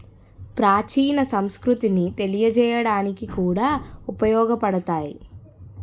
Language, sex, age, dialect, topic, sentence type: Telugu, female, 31-35, Utterandhra, banking, statement